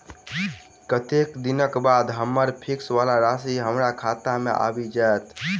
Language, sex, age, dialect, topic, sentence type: Maithili, male, 18-24, Southern/Standard, banking, question